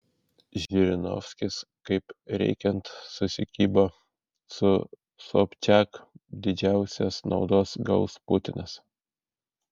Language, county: Lithuanian, Šiauliai